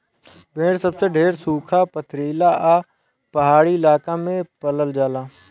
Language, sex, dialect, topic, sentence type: Bhojpuri, male, Southern / Standard, agriculture, statement